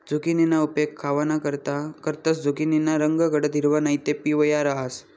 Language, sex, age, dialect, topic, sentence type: Marathi, male, 31-35, Northern Konkan, agriculture, statement